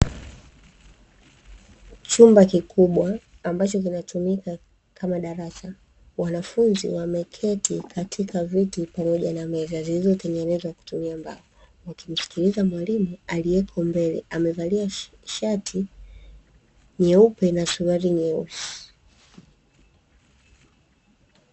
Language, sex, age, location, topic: Swahili, female, 25-35, Dar es Salaam, education